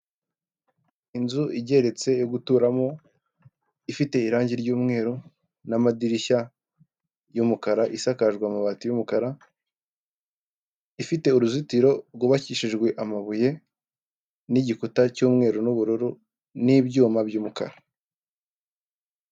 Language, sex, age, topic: Kinyarwanda, male, 18-24, finance